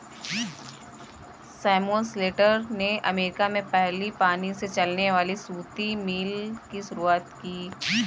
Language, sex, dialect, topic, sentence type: Hindi, female, Kanauji Braj Bhasha, agriculture, statement